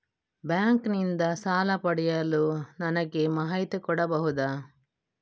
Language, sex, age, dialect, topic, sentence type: Kannada, female, 56-60, Coastal/Dakshin, banking, question